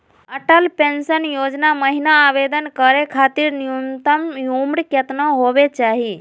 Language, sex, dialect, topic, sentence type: Magahi, female, Southern, banking, question